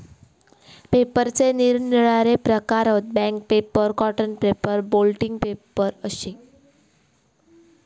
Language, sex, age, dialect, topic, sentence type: Marathi, female, 31-35, Southern Konkan, agriculture, statement